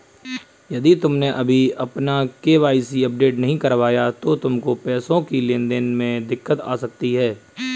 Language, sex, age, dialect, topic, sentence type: Hindi, male, 25-30, Kanauji Braj Bhasha, banking, statement